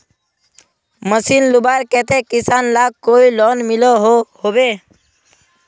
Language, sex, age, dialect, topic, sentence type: Magahi, male, 18-24, Northeastern/Surjapuri, agriculture, question